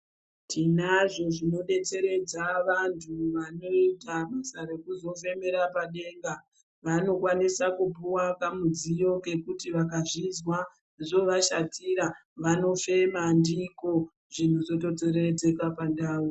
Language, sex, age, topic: Ndau, female, 36-49, health